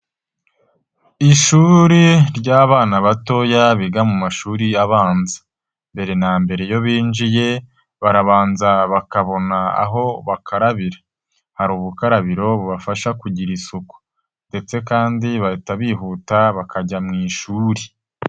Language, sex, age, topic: Kinyarwanda, female, 36-49, education